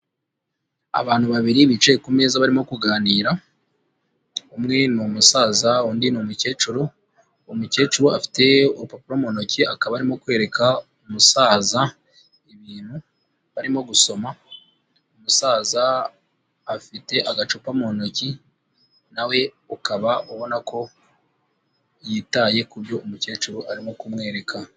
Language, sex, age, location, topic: Kinyarwanda, female, 36-49, Huye, health